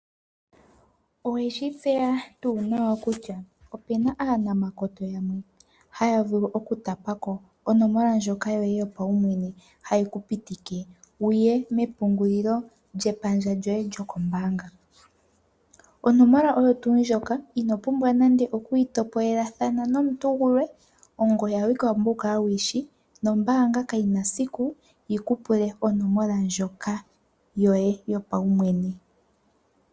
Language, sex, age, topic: Oshiwambo, female, 18-24, finance